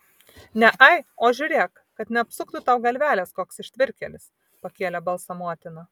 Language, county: Lithuanian, Vilnius